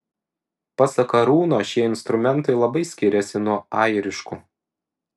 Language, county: Lithuanian, Šiauliai